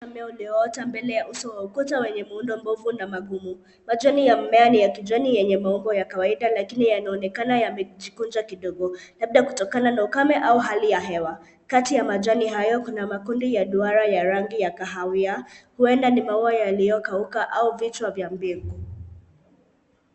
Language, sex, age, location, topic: Swahili, male, 18-24, Nairobi, health